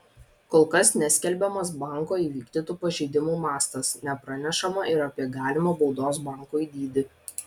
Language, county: Lithuanian, Vilnius